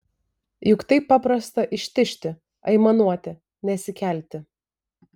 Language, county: Lithuanian, Vilnius